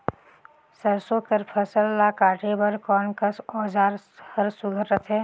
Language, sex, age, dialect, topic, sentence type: Chhattisgarhi, female, 18-24, Northern/Bhandar, agriculture, question